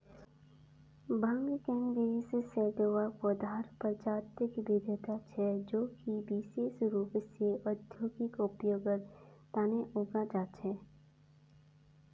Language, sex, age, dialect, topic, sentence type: Magahi, female, 18-24, Northeastern/Surjapuri, agriculture, statement